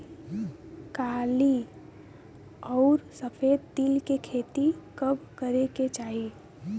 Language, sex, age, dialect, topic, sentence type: Bhojpuri, female, 18-24, Western, agriculture, question